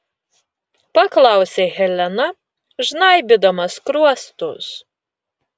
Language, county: Lithuanian, Utena